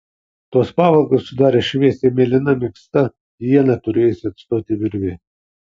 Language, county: Lithuanian, Kaunas